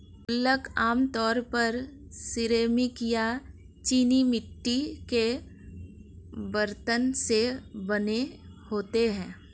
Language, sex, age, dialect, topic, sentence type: Hindi, female, 25-30, Marwari Dhudhari, banking, statement